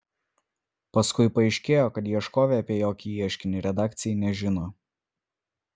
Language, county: Lithuanian, Vilnius